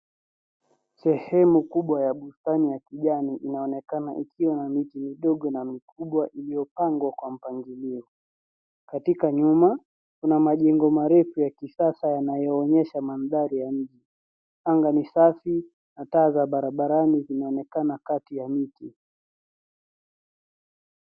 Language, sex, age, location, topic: Swahili, female, 36-49, Nairobi, government